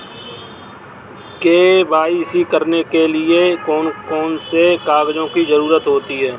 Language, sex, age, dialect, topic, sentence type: Hindi, male, 36-40, Kanauji Braj Bhasha, banking, question